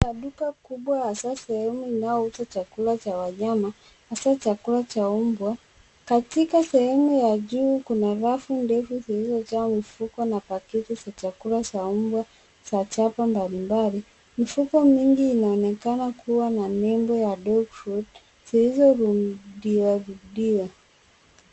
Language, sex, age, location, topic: Swahili, female, 36-49, Nairobi, finance